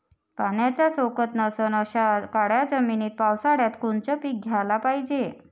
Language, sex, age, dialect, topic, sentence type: Marathi, female, 51-55, Varhadi, agriculture, question